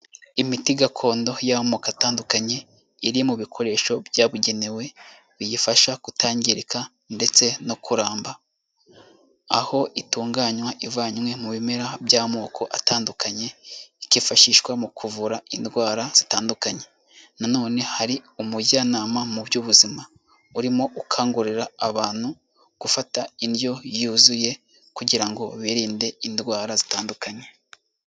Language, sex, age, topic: Kinyarwanda, male, 18-24, health